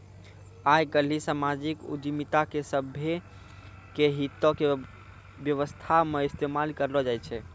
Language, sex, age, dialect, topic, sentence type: Maithili, male, 18-24, Angika, banking, statement